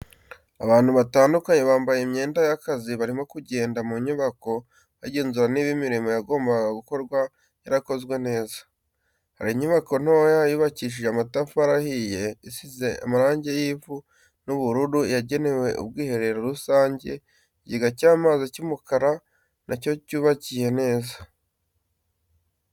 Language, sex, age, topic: Kinyarwanda, male, 18-24, education